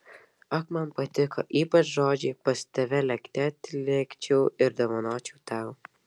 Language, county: Lithuanian, Vilnius